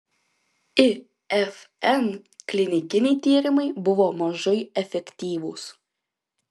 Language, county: Lithuanian, Klaipėda